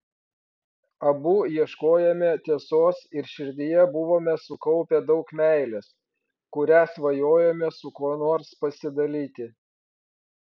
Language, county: Lithuanian, Vilnius